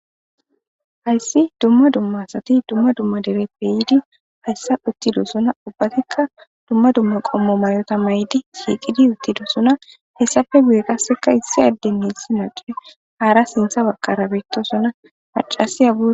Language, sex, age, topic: Gamo, female, 18-24, government